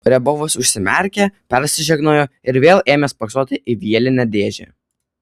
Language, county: Lithuanian, Kaunas